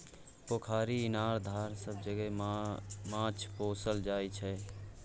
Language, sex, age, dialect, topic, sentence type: Maithili, male, 25-30, Bajjika, agriculture, statement